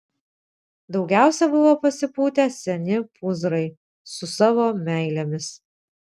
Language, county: Lithuanian, Vilnius